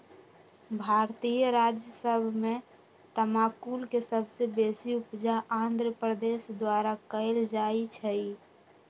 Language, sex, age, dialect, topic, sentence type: Magahi, female, 41-45, Western, agriculture, statement